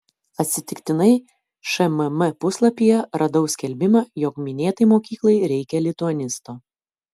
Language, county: Lithuanian, Kaunas